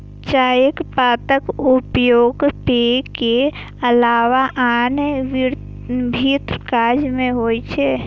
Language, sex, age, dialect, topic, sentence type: Maithili, female, 18-24, Eastern / Thethi, agriculture, statement